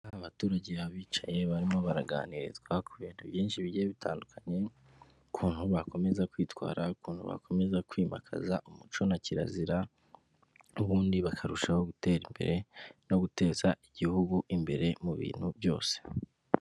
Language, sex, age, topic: Kinyarwanda, female, 18-24, government